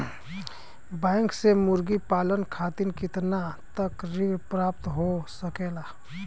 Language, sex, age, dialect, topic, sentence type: Bhojpuri, male, 25-30, Western, agriculture, question